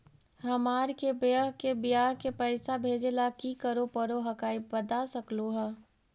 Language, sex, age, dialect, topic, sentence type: Magahi, female, 51-55, Central/Standard, banking, question